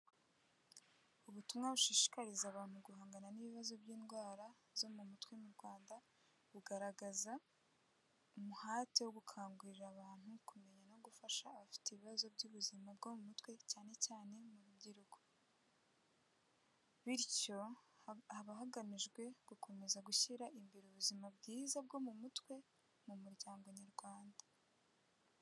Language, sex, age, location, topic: Kinyarwanda, female, 18-24, Kigali, health